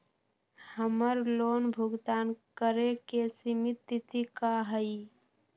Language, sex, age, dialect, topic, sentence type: Magahi, female, 18-24, Western, banking, question